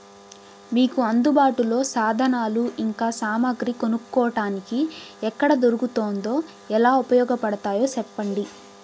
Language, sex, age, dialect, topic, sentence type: Telugu, female, 18-24, Southern, agriculture, question